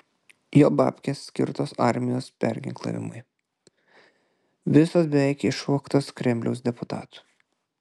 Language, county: Lithuanian, Klaipėda